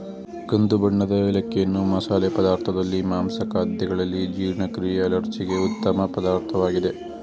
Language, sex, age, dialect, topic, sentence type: Kannada, male, 18-24, Mysore Kannada, agriculture, statement